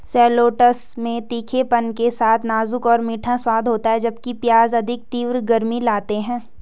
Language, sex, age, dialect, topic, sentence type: Hindi, female, 18-24, Hindustani Malvi Khadi Boli, agriculture, statement